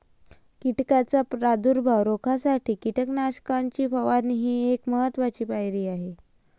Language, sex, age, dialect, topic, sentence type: Marathi, female, 25-30, Varhadi, agriculture, statement